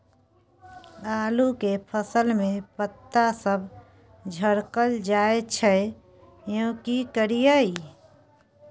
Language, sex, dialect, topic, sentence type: Maithili, female, Bajjika, agriculture, question